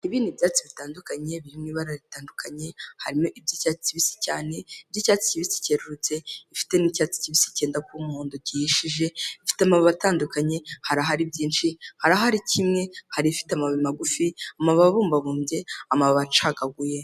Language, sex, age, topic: Kinyarwanda, female, 18-24, health